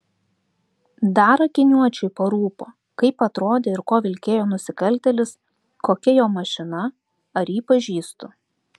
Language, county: Lithuanian, Klaipėda